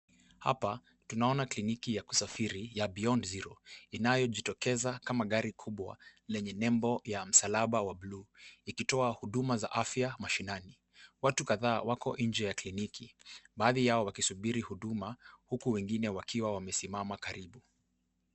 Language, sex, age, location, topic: Swahili, male, 18-24, Nairobi, health